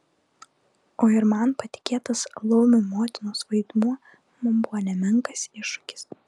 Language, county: Lithuanian, Klaipėda